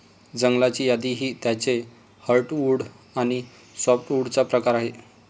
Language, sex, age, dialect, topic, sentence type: Marathi, male, 25-30, Varhadi, agriculture, statement